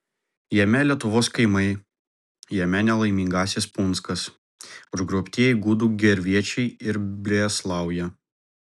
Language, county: Lithuanian, Vilnius